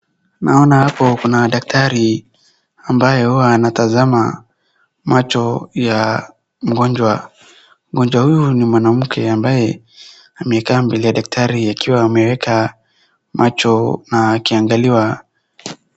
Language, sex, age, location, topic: Swahili, male, 18-24, Wajir, health